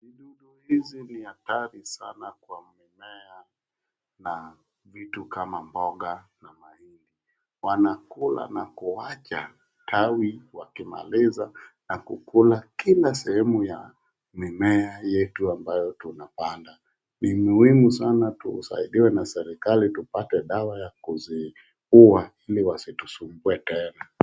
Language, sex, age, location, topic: Swahili, male, 36-49, Wajir, health